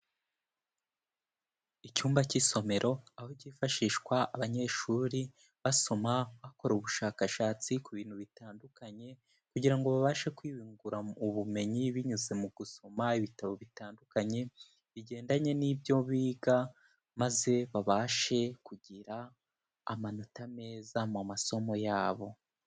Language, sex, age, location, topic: Kinyarwanda, male, 18-24, Kigali, education